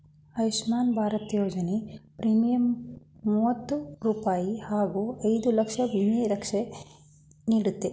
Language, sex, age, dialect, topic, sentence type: Kannada, male, 46-50, Mysore Kannada, banking, statement